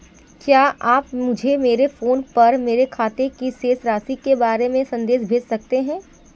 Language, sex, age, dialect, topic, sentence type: Hindi, female, 18-24, Marwari Dhudhari, banking, question